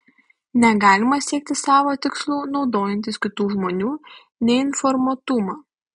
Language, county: Lithuanian, Panevėžys